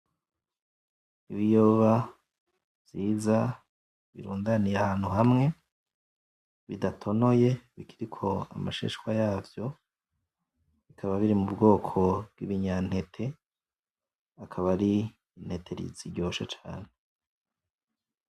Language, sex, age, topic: Rundi, male, 25-35, agriculture